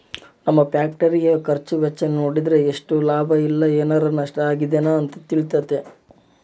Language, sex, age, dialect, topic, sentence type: Kannada, male, 18-24, Central, banking, statement